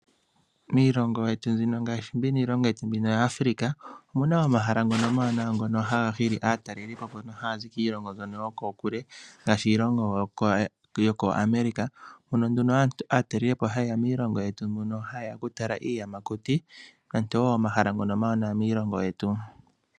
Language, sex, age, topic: Oshiwambo, male, 18-24, agriculture